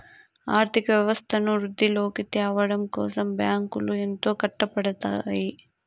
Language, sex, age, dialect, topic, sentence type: Telugu, female, 18-24, Southern, banking, statement